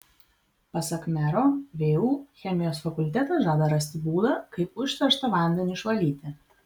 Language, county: Lithuanian, Vilnius